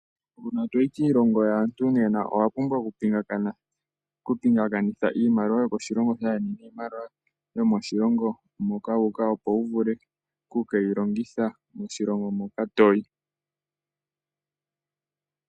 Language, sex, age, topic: Oshiwambo, male, 25-35, finance